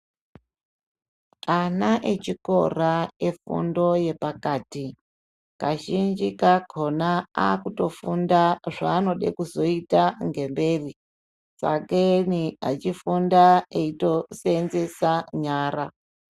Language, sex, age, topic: Ndau, male, 50+, education